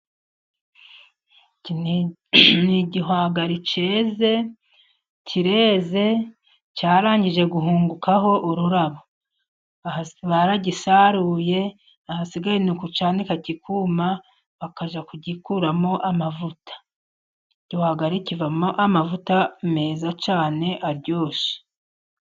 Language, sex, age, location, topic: Kinyarwanda, male, 50+, Musanze, agriculture